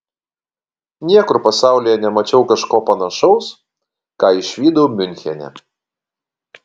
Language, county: Lithuanian, Kaunas